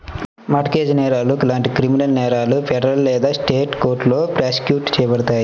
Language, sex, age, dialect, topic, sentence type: Telugu, male, 25-30, Central/Coastal, banking, statement